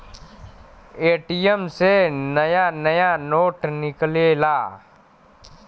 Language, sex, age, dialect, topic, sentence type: Bhojpuri, male, 31-35, Western, banking, statement